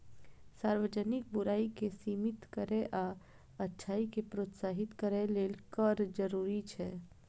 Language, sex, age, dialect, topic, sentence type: Maithili, female, 31-35, Eastern / Thethi, banking, statement